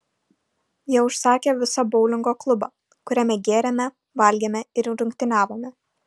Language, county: Lithuanian, Šiauliai